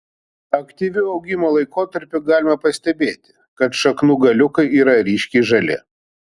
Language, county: Lithuanian, Vilnius